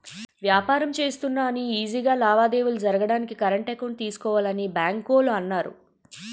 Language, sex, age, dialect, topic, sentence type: Telugu, female, 31-35, Utterandhra, banking, statement